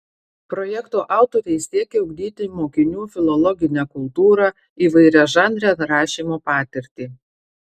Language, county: Lithuanian, Marijampolė